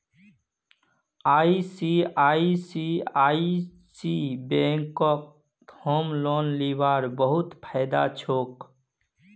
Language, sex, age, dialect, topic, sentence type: Magahi, male, 31-35, Northeastern/Surjapuri, banking, statement